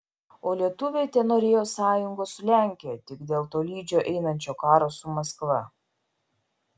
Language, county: Lithuanian, Vilnius